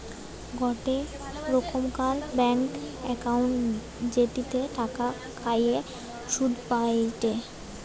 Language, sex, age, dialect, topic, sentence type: Bengali, female, 18-24, Western, banking, statement